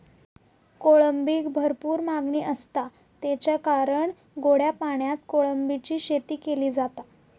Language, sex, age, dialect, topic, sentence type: Marathi, female, 18-24, Southern Konkan, agriculture, statement